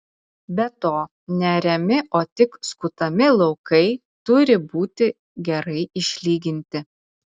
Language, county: Lithuanian, Utena